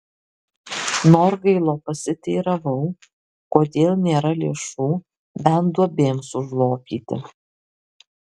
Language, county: Lithuanian, Kaunas